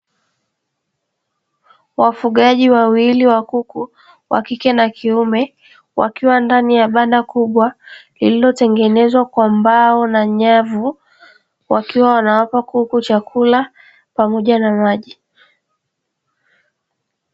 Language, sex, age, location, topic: Swahili, female, 18-24, Dar es Salaam, agriculture